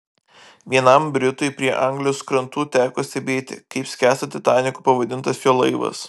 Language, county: Lithuanian, Vilnius